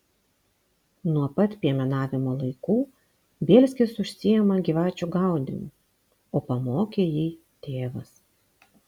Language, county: Lithuanian, Vilnius